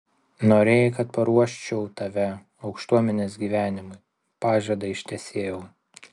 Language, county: Lithuanian, Vilnius